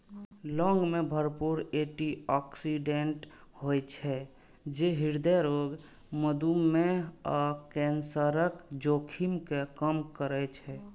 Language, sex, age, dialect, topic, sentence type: Maithili, male, 25-30, Eastern / Thethi, agriculture, statement